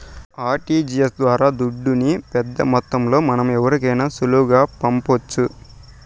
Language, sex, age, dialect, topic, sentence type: Telugu, male, 18-24, Southern, banking, statement